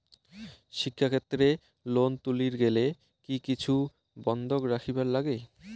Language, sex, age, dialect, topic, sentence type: Bengali, male, 18-24, Rajbangshi, banking, question